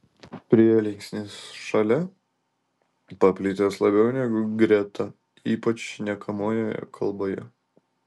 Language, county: Lithuanian, Telšiai